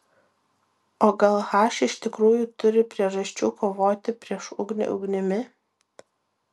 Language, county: Lithuanian, Vilnius